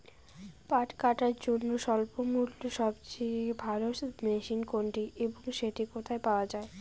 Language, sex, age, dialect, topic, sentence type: Bengali, female, 18-24, Rajbangshi, agriculture, question